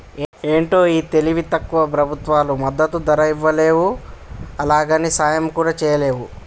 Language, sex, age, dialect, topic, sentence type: Telugu, male, 18-24, Telangana, agriculture, statement